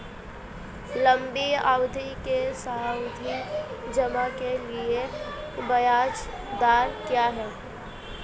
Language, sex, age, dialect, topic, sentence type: Hindi, female, 18-24, Marwari Dhudhari, banking, question